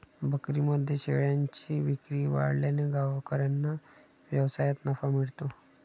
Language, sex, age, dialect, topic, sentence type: Marathi, male, 60-100, Standard Marathi, agriculture, statement